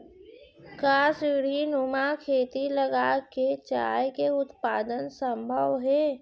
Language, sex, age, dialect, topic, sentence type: Chhattisgarhi, female, 60-100, Central, agriculture, question